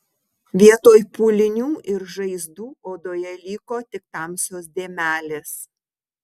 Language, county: Lithuanian, Utena